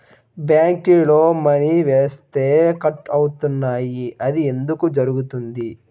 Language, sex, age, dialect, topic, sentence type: Telugu, male, 18-24, Central/Coastal, banking, question